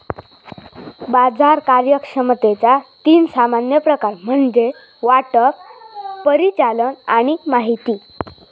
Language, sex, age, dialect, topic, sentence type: Marathi, female, 36-40, Southern Konkan, banking, statement